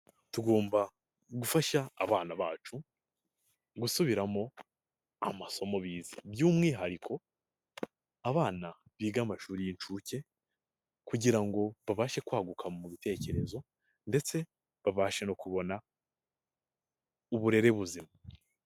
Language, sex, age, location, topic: Kinyarwanda, male, 18-24, Nyagatare, education